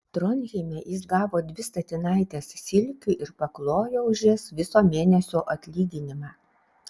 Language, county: Lithuanian, Šiauliai